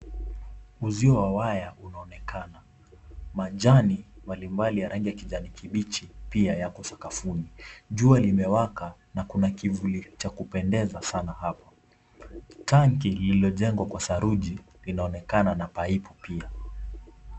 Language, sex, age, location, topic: Swahili, male, 18-24, Kisumu, government